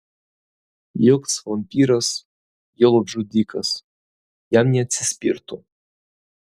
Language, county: Lithuanian, Vilnius